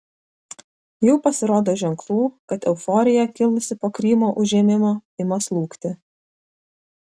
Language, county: Lithuanian, Vilnius